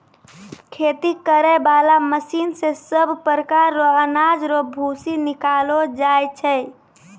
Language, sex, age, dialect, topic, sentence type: Maithili, female, 18-24, Angika, agriculture, statement